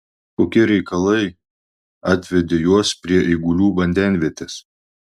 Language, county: Lithuanian, Klaipėda